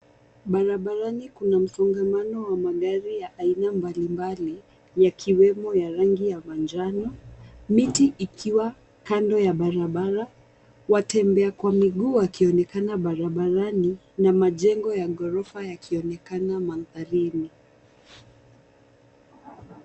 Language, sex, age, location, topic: Swahili, female, 18-24, Nairobi, government